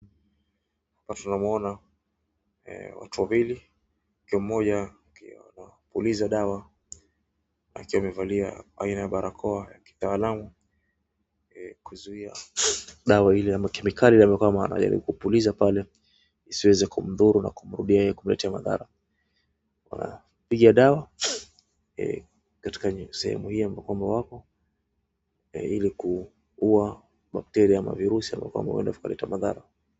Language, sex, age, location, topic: Swahili, male, 25-35, Wajir, health